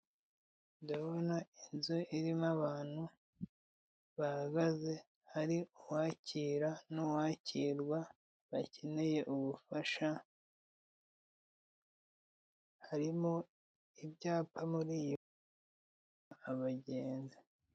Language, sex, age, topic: Kinyarwanda, male, 25-35, finance